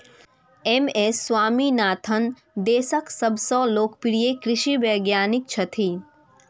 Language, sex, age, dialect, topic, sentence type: Maithili, female, 18-24, Eastern / Thethi, agriculture, statement